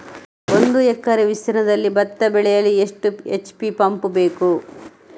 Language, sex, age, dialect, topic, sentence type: Kannada, female, 25-30, Coastal/Dakshin, agriculture, question